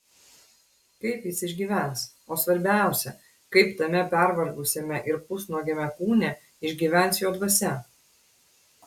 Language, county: Lithuanian, Klaipėda